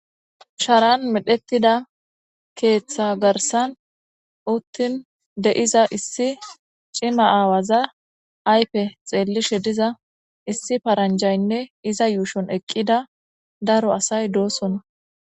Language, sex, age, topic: Gamo, female, 18-24, government